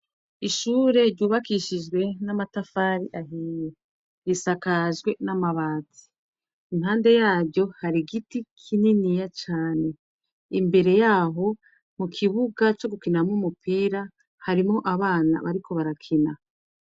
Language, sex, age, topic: Rundi, female, 36-49, education